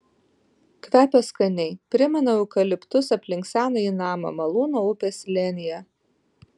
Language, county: Lithuanian, Vilnius